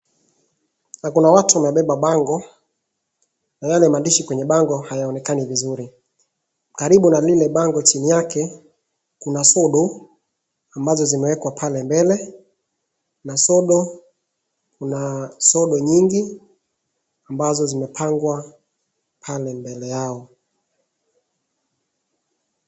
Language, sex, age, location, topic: Swahili, male, 25-35, Wajir, health